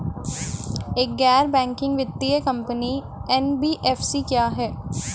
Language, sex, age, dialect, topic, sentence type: Hindi, female, 25-30, Hindustani Malvi Khadi Boli, banking, question